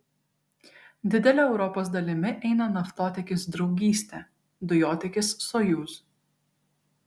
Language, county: Lithuanian, Kaunas